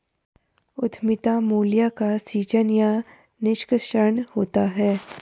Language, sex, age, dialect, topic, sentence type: Hindi, female, 51-55, Garhwali, banking, statement